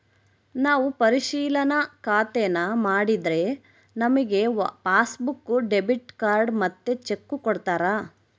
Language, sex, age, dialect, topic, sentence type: Kannada, female, 25-30, Central, banking, statement